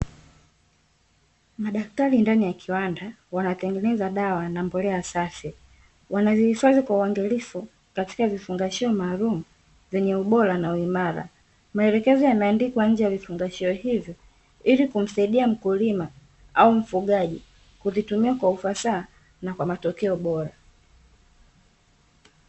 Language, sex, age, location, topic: Swahili, female, 18-24, Dar es Salaam, agriculture